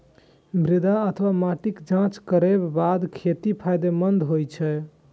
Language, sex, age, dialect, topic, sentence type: Maithili, female, 18-24, Eastern / Thethi, agriculture, statement